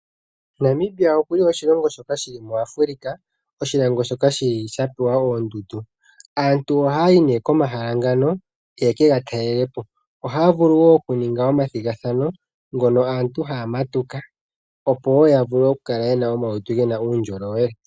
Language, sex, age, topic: Oshiwambo, male, 25-35, agriculture